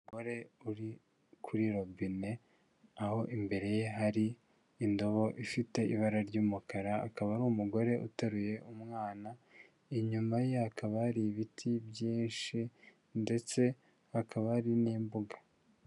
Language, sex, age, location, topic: Kinyarwanda, male, 18-24, Huye, health